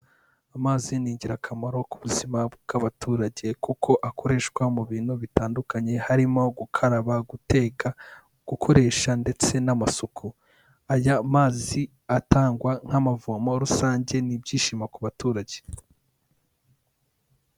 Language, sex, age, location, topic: Kinyarwanda, male, 18-24, Kigali, health